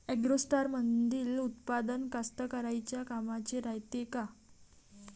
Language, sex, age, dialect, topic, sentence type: Marathi, female, 18-24, Varhadi, agriculture, question